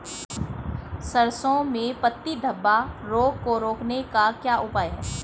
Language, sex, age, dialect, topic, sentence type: Hindi, female, 41-45, Hindustani Malvi Khadi Boli, agriculture, question